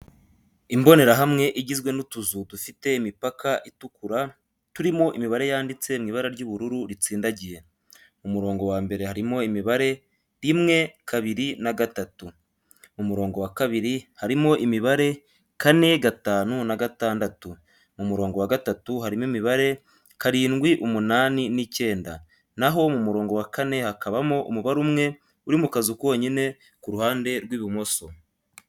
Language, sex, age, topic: Kinyarwanda, male, 18-24, education